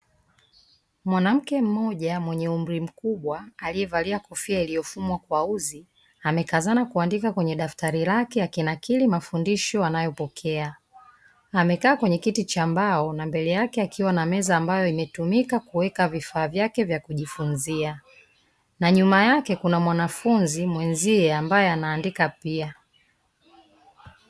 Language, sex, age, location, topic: Swahili, female, 36-49, Dar es Salaam, education